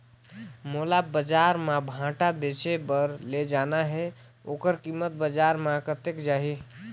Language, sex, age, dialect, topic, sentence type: Chhattisgarhi, male, 25-30, Northern/Bhandar, agriculture, question